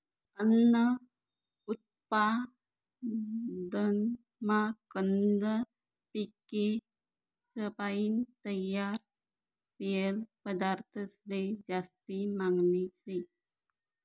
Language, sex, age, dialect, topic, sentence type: Marathi, male, 41-45, Northern Konkan, agriculture, statement